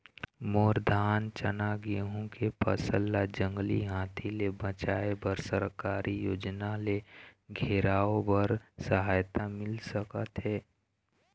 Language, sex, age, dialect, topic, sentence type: Chhattisgarhi, male, 18-24, Eastern, banking, question